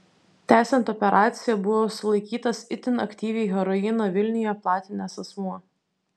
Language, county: Lithuanian, Vilnius